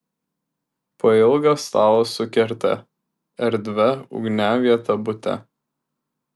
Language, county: Lithuanian, Šiauliai